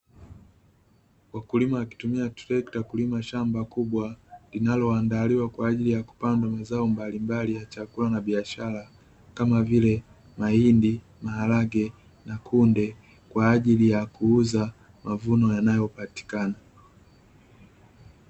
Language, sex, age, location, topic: Swahili, male, 25-35, Dar es Salaam, agriculture